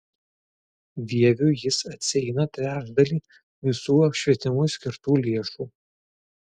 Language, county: Lithuanian, Telšiai